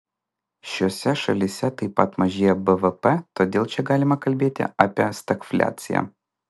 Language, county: Lithuanian, Vilnius